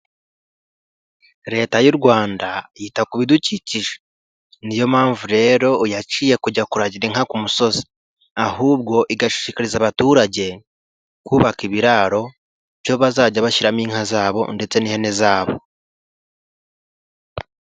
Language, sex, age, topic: Kinyarwanda, male, 18-24, agriculture